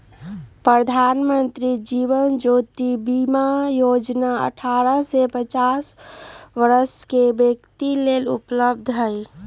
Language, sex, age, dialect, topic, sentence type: Magahi, female, 18-24, Western, banking, statement